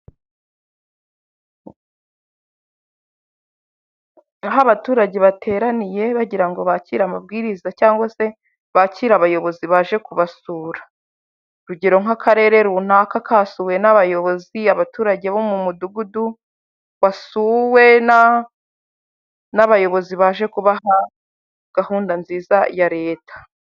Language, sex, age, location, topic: Kinyarwanda, female, 25-35, Huye, government